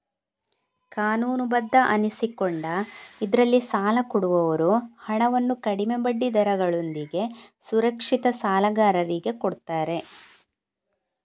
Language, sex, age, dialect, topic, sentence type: Kannada, female, 41-45, Coastal/Dakshin, banking, statement